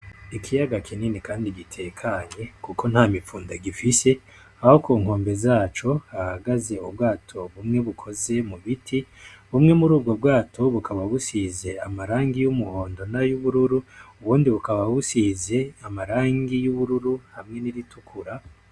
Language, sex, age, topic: Rundi, male, 25-35, agriculture